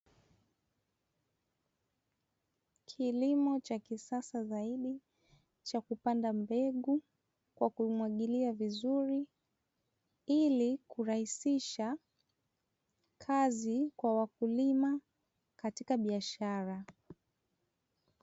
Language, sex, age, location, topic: Swahili, female, 25-35, Dar es Salaam, agriculture